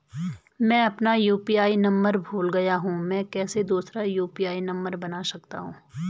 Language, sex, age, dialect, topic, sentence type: Hindi, female, 41-45, Garhwali, banking, question